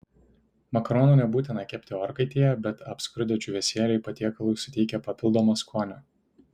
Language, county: Lithuanian, Tauragė